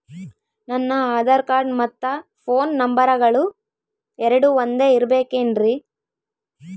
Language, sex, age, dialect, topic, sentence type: Kannada, female, 18-24, Central, banking, question